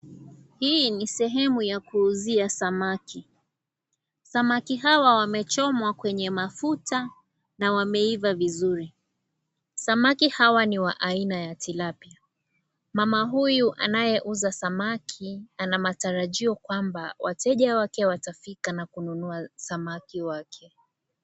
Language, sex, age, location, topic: Swahili, female, 25-35, Kisii, finance